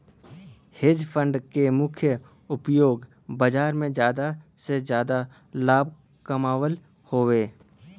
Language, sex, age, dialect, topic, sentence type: Bhojpuri, male, 18-24, Western, banking, statement